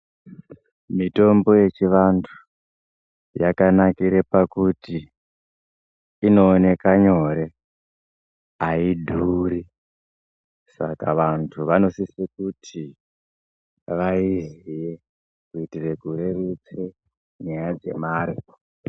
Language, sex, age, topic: Ndau, female, 36-49, health